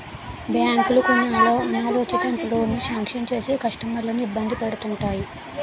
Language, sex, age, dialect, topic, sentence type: Telugu, female, 18-24, Utterandhra, banking, statement